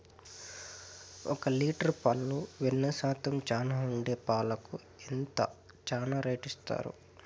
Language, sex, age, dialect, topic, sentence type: Telugu, male, 18-24, Southern, agriculture, question